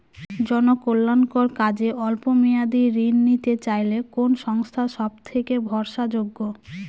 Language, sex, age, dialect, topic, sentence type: Bengali, female, 25-30, Northern/Varendri, banking, question